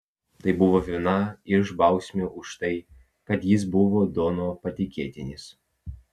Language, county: Lithuanian, Vilnius